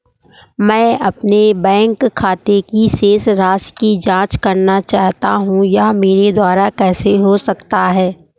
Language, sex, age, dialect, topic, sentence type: Hindi, male, 18-24, Awadhi Bundeli, banking, question